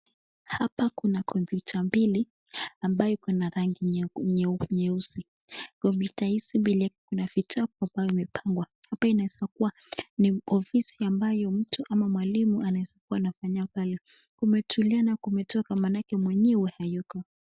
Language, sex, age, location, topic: Swahili, female, 18-24, Nakuru, education